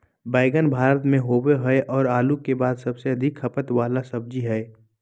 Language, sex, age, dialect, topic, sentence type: Magahi, male, 18-24, Southern, agriculture, statement